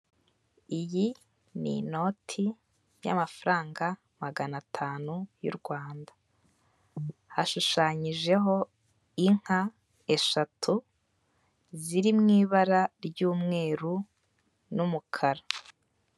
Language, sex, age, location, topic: Kinyarwanda, female, 18-24, Kigali, finance